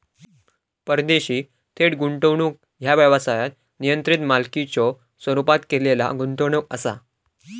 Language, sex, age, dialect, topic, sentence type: Marathi, male, 18-24, Southern Konkan, banking, statement